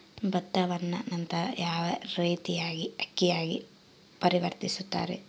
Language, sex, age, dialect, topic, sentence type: Kannada, female, 18-24, Central, agriculture, question